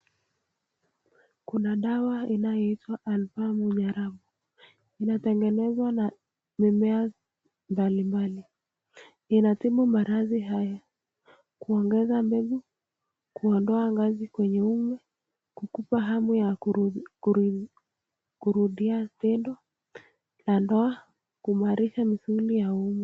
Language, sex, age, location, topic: Swahili, female, 18-24, Nakuru, health